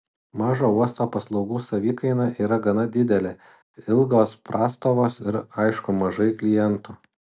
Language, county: Lithuanian, Utena